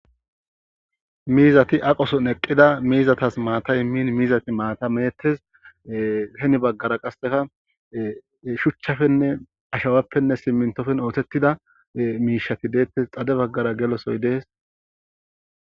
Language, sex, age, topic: Gamo, male, 25-35, agriculture